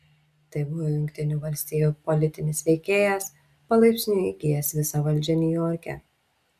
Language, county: Lithuanian, Šiauliai